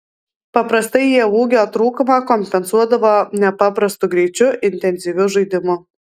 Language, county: Lithuanian, Alytus